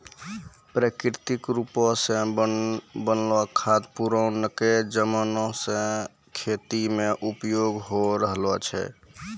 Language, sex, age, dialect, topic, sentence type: Maithili, male, 18-24, Angika, agriculture, statement